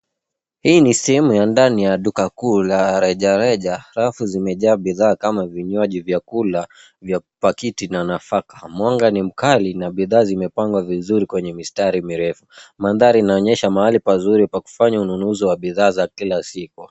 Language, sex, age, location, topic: Swahili, male, 18-24, Nairobi, finance